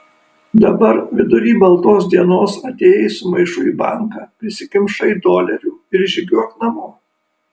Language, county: Lithuanian, Kaunas